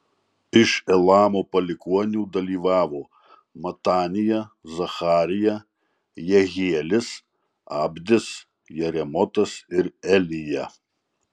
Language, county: Lithuanian, Marijampolė